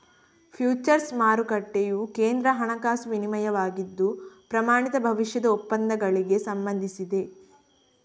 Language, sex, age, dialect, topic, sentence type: Kannada, female, 18-24, Coastal/Dakshin, banking, statement